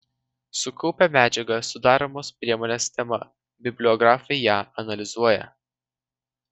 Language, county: Lithuanian, Vilnius